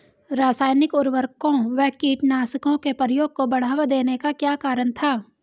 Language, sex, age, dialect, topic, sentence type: Hindi, female, 18-24, Hindustani Malvi Khadi Boli, agriculture, question